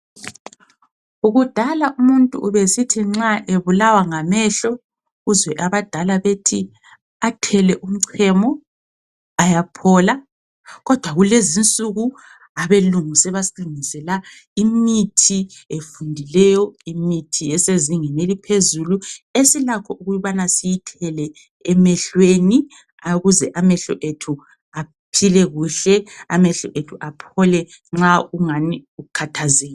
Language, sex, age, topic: North Ndebele, female, 25-35, health